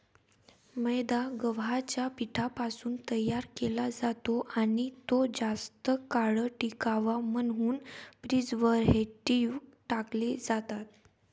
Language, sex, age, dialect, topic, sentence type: Marathi, female, 18-24, Varhadi, agriculture, statement